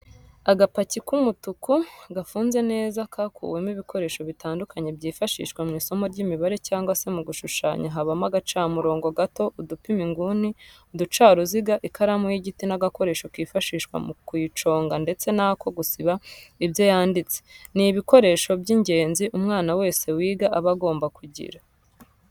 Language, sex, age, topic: Kinyarwanda, female, 18-24, education